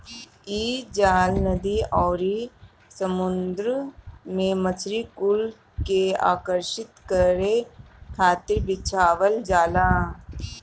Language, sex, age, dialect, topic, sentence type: Bhojpuri, male, 31-35, Northern, agriculture, statement